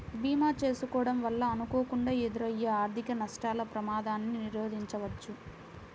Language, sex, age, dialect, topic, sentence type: Telugu, female, 18-24, Central/Coastal, banking, statement